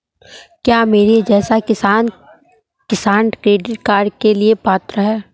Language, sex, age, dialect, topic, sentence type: Hindi, male, 18-24, Awadhi Bundeli, agriculture, question